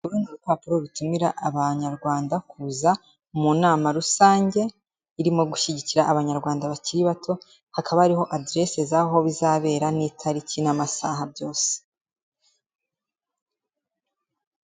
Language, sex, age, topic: Kinyarwanda, female, 18-24, finance